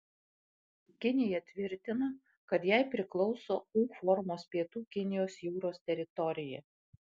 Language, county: Lithuanian, Panevėžys